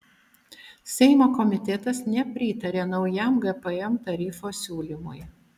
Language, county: Lithuanian, Utena